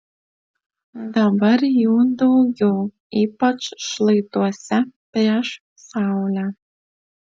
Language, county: Lithuanian, Utena